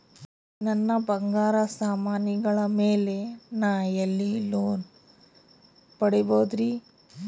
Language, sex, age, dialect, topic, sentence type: Kannada, female, 36-40, Northeastern, banking, statement